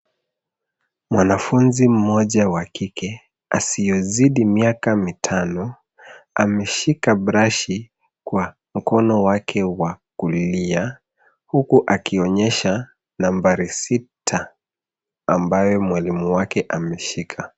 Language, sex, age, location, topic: Swahili, male, 36-49, Nairobi, education